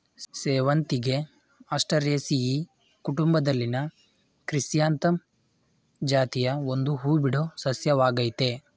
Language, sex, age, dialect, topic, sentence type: Kannada, male, 18-24, Mysore Kannada, agriculture, statement